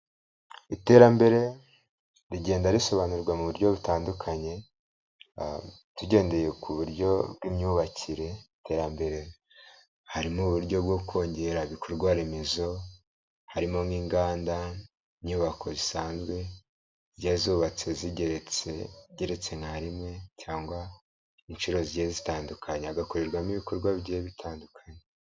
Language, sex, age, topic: Kinyarwanda, male, 18-24, government